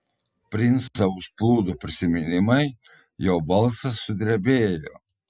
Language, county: Lithuanian, Telšiai